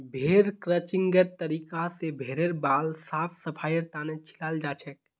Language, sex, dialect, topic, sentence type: Magahi, male, Northeastern/Surjapuri, agriculture, statement